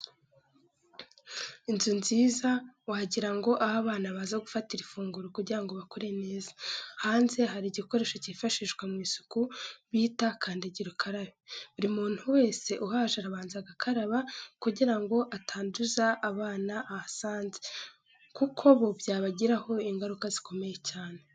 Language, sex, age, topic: Kinyarwanda, female, 18-24, education